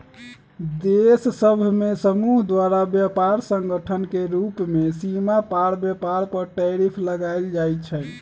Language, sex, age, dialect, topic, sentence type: Magahi, male, 36-40, Western, banking, statement